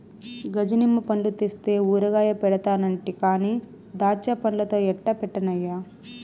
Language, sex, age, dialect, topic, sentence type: Telugu, female, 18-24, Southern, agriculture, statement